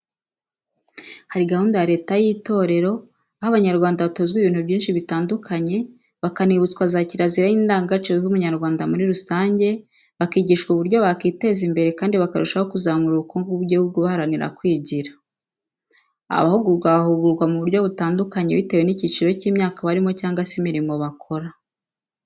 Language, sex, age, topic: Kinyarwanda, female, 36-49, education